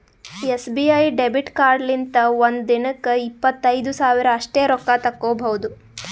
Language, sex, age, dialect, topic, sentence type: Kannada, female, 18-24, Northeastern, banking, statement